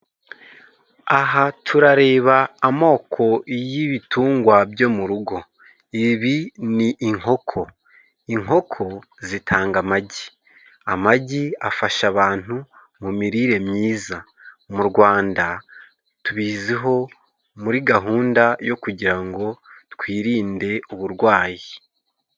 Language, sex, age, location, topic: Kinyarwanda, male, 25-35, Musanze, agriculture